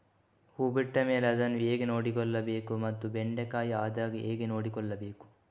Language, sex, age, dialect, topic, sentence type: Kannada, male, 18-24, Coastal/Dakshin, agriculture, question